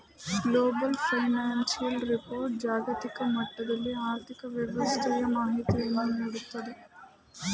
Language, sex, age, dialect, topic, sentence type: Kannada, female, 18-24, Mysore Kannada, banking, statement